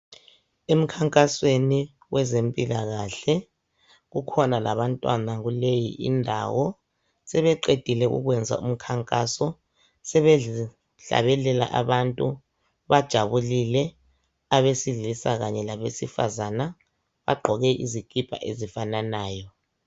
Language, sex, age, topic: North Ndebele, male, 25-35, health